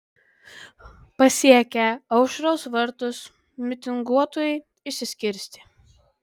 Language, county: Lithuanian, Tauragė